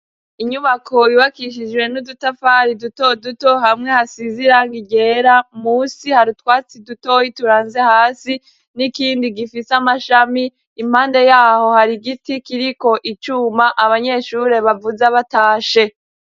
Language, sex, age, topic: Rundi, female, 18-24, education